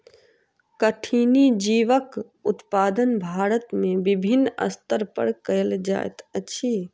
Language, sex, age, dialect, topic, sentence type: Maithili, female, 36-40, Southern/Standard, agriculture, statement